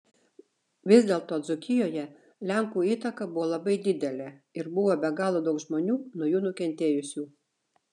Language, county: Lithuanian, Šiauliai